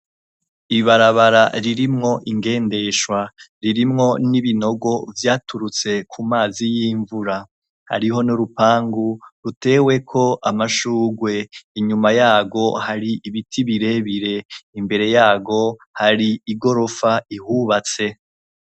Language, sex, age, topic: Rundi, male, 25-35, education